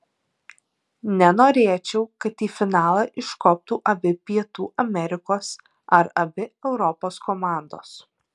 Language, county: Lithuanian, Alytus